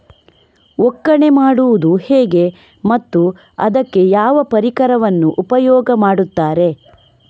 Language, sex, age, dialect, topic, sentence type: Kannada, female, 18-24, Coastal/Dakshin, agriculture, question